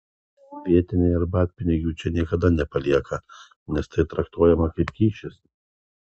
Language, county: Lithuanian, Kaunas